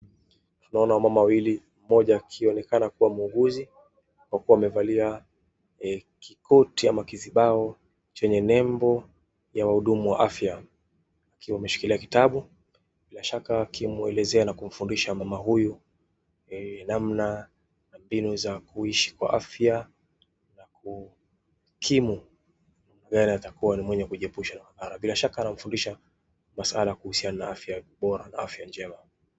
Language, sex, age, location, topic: Swahili, male, 25-35, Wajir, health